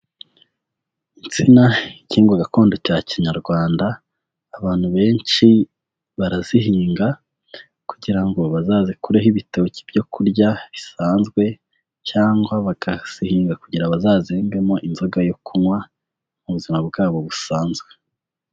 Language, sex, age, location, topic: Kinyarwanda, male, 18-24, Huye, agriculture